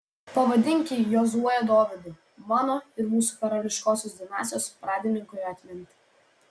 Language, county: Lithuanian, Vilnius